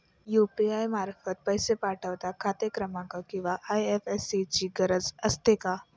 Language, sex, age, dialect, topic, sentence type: Marathi, female, 18-24, Standard Marathi, banking, question